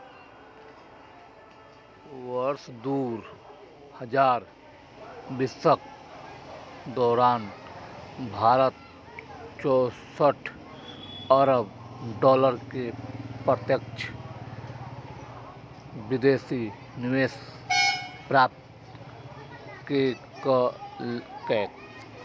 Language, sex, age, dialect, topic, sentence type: Maithili, male, 31-35, Eastern / Thethi, banking, statement